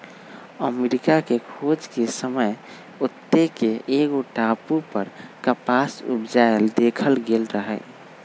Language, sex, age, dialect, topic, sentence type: Magahi, male, 25-30, Western, agriculture, statement